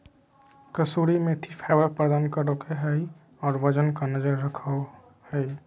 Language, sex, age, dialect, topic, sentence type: Magahi, male, 36-40, Southern, agriculture, statement